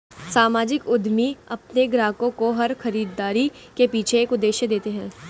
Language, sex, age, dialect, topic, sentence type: Hindi, female, 18-24, Hindustani Malvi Khadi Boli, banking, statement